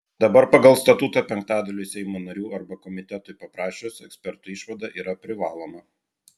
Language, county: Lithuanian, Klaipėda